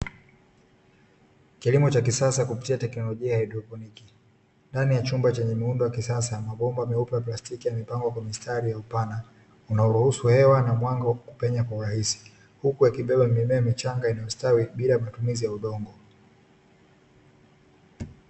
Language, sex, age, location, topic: Swahili, male, 18-24, Dar es Salaam, agriculture